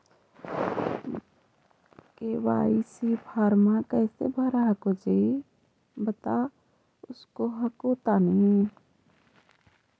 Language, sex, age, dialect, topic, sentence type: Magahi, female, 51-55, Central/Standard, banking, question